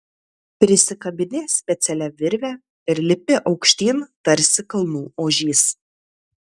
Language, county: Lithuanian, Tauragė